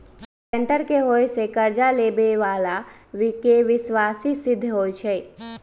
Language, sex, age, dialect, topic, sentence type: Magahi, female, 31-35, Western, banking, statement